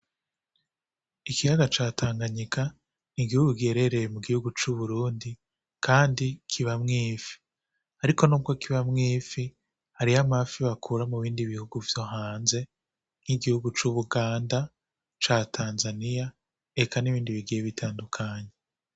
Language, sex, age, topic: Rundi, male, 18-24, agriculture